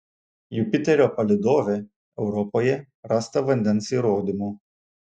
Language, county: Lithuanian, Šiauliai